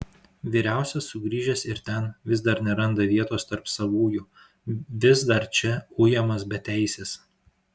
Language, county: Lithuanian, Šiauliai